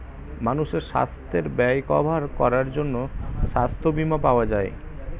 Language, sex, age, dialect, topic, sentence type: Bengali, male, 18-24, Standard Colloquial, banking, statement